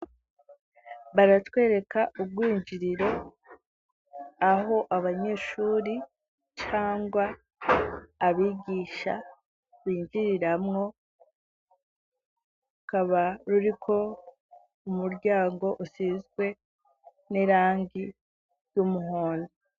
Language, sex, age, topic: Rundi, female, 18-24, education